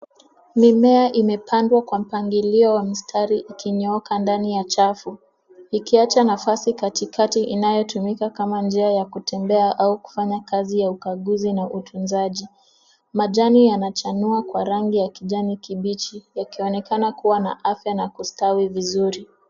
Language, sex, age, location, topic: Swahili, female, 18-24, Nairobi, agriculture